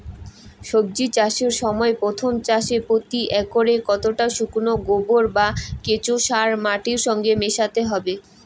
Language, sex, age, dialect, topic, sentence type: Bengali, female, 18-24, Rajbangshi, agriculture, question